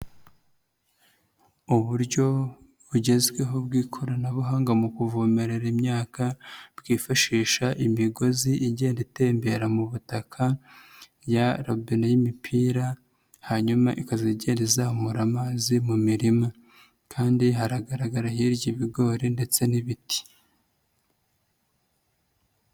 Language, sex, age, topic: Kinyarwanda, female, 36-49, agriculture